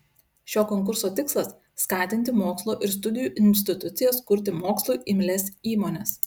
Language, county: Lithuanian, Utena